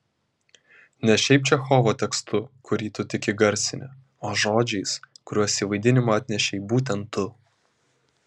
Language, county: Lithuanian, Vilnius